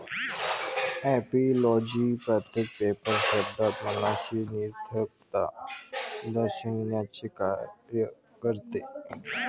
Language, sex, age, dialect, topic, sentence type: Marathi, male, 31-35, Varhadi, agriculture, statement